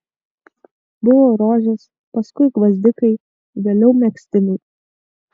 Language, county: Lithuanian, Vilnius